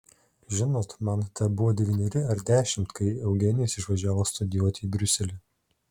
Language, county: Lithuanian, Šiauliai